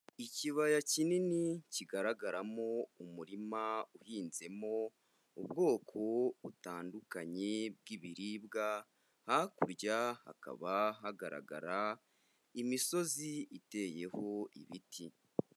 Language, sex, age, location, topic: Kinyarwanda, male, 25-35, Kigali, agriculture